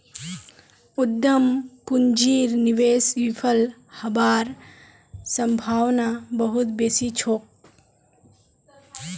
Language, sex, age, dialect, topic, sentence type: Magahi, female, 18-24, Northeastern/Surjapuri, banking, statement